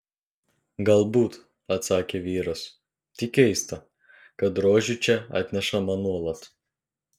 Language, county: Lithuanian, Telšiai